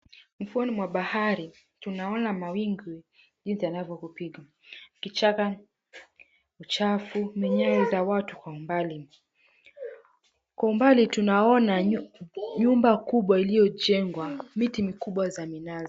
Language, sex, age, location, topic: Swahili, female, 25-35, Mombasa, agriculture